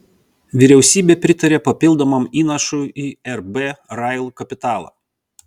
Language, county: Lithuanian, Vilnius